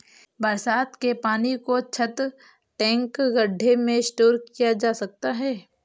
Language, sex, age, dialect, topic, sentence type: Hindi, female, 18-24, Awadhi Bundeli, agriculture, statement